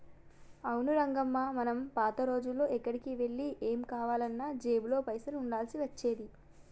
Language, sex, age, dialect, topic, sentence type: Telugu, female, 18-24, Telangana, banking, statement